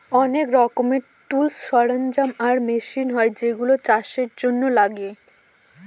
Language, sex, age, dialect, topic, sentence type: Bengali, female, 25-30, Northern/Varendri, agriculture, statement